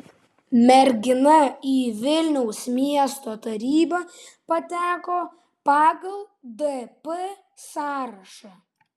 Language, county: Lithuanian, Vilnius